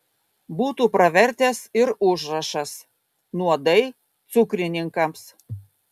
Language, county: Lithuanian, Kaunas